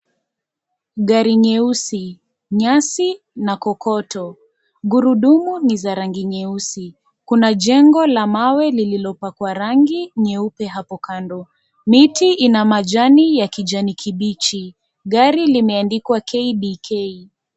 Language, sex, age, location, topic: Swahili, female, 25-35, Kisii, finance